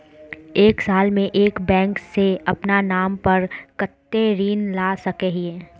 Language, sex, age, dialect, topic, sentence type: Magahi, female, 25-30, Northeastern/Surjapuri, banking, question